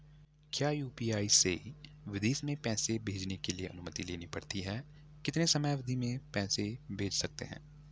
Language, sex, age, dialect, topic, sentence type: Hindi, male, 18-24, Garhwali, banking, question